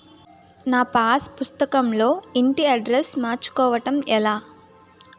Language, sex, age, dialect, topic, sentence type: Telugu, female, 25-30, Utterandhra, banking, question